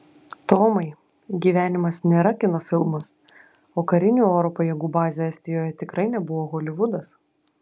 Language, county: Lithuanian, Klaipėda